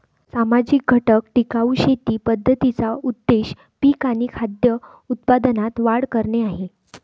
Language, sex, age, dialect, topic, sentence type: Marathi, female, 60-100, Northern Konkan, agriculture, statement